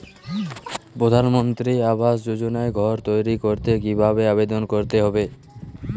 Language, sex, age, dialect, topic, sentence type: Bengali, male, 18-24, Jharkhandi, banking, question